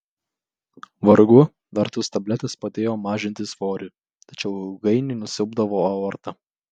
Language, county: Lithuanian, Vilnius